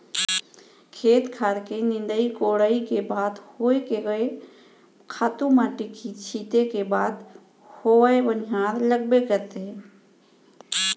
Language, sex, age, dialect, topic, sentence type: Chhattisgarhi, female, 41-45, Central, agriculture, statement